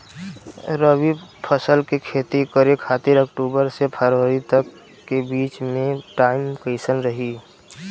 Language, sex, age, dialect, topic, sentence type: Bhojpuri, male, 18-24, Southern / Standard, agriculture, question